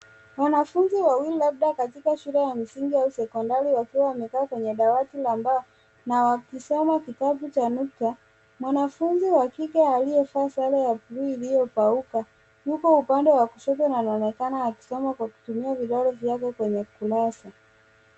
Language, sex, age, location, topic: Swahili, male, 18-24, Nairobi, education